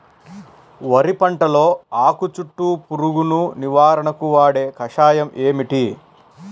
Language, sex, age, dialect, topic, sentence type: Telugu, female, 31-35, Central/Coastal, agriculture, question